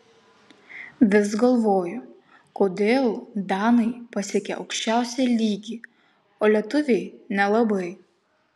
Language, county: Lithuanian, Kaunas